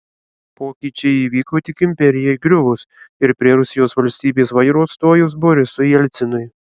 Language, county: Lithuanian, Kaunas